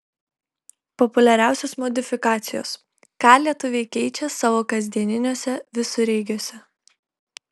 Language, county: Lithuanian, Telšiai